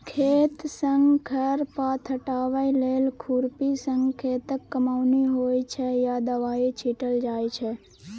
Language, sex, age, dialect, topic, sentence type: Maithili, female, 25-30, Bajjika, agriculture, statement